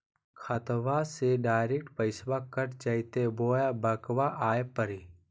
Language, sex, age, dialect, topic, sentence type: Magahi, male, 18-24, Southern, banking, question